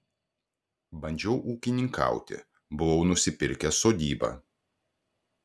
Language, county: Lithuanian, Klaipėda